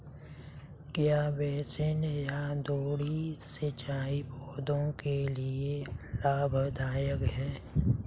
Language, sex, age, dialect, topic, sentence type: Hindi, male, 18-24, Kanauji Braj Bhasha, agriculture, question